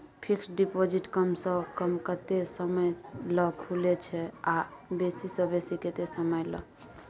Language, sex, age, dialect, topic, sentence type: Maithili, female, 18-24, Bajjika, banking, question